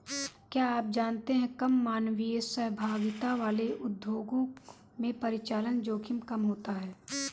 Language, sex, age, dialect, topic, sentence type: Hindi, female, 18-24, Kanauji Braj Bhasha, banking, statement